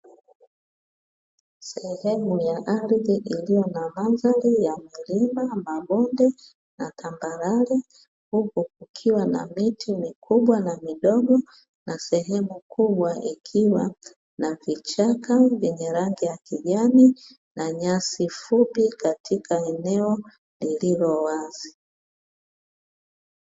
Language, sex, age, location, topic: Swahili, female, 50+, Dar es Salaam, agriculture